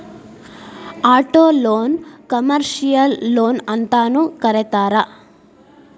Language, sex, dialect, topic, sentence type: Kannada, female, Dharwad Kannada, banking, statement